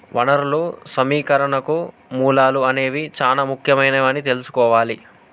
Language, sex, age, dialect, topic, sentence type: Telugu, male, 18-24, Telangana, banking, statement